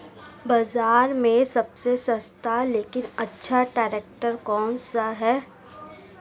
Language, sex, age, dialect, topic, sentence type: Hindi, female, 18-24, Marwari Dhudhari, agriculture, question